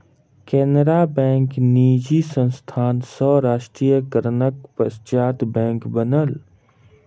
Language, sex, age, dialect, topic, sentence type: Maithili, male, 25-30, Southern/Standard, banking, statement